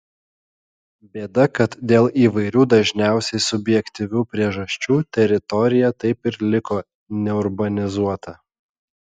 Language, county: Lithuanian, Kaunas